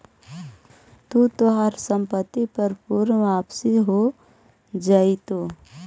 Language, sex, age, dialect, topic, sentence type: Magahi, male, 18-24, Central/Standard, agriculture, statement